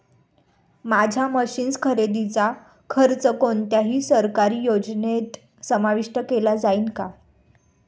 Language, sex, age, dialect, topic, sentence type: Marathi, female, 25-30, Standard Marathi, agriculture, question